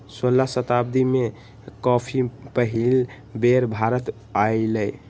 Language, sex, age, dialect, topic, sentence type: Magahi, male, 18-24, Western, agriculture, statement